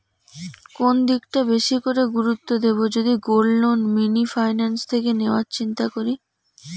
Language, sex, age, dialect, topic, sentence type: Bengali, female, 18-24, Rajbangshi, banking, question